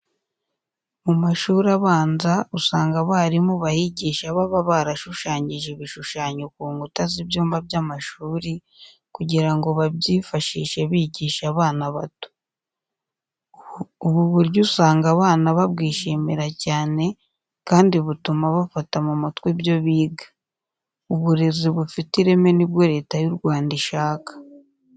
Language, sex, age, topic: Kinyarwanda, female, 25-35, education